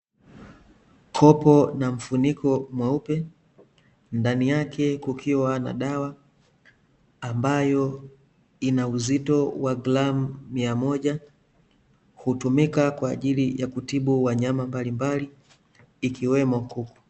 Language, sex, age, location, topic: Swahili, male, 25-35, Dar es Salaam, agriculture